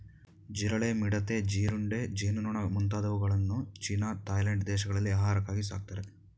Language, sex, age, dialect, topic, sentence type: Kannada, male, 31-35, Mysore Kannada, agriculture, statement